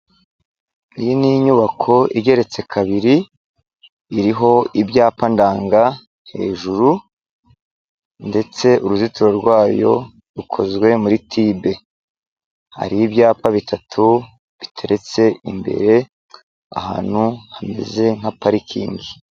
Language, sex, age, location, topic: Kinyarwanda, male, 36-49, Kigali, health